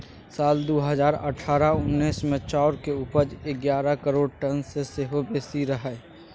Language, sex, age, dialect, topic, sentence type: Maithili, male, 18-24, Bajjika, agriculture, statement